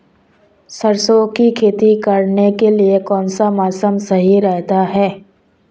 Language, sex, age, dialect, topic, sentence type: Hindi, female, 18-24, Marwari Dhudhari, agriculture, question